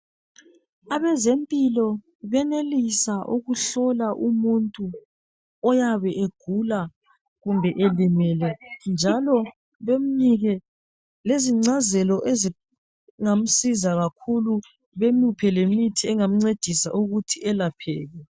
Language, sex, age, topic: North Ndebele, female, 36-49, health